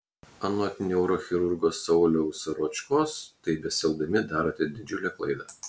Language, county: Lithuanian, Klaipėda